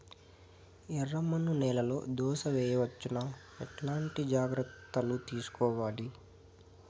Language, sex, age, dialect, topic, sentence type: Telugu, male, 18-24, Southern, agriculture, question